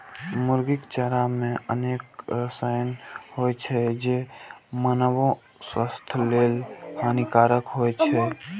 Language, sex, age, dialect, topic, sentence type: Maithili, male, 18-24, Eastern / Thethi, agriculture, statement